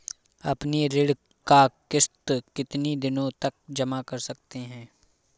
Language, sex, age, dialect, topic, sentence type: Hindi, male, 18-24, Awadhi Bundeli, banking, question